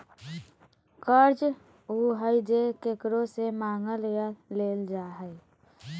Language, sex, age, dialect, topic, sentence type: Magahi, female, 31-35, Southern, banking, statement